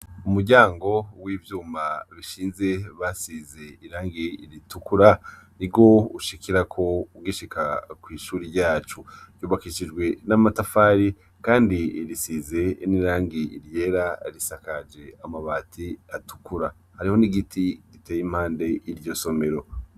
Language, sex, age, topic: Rundi, male, 25-35, education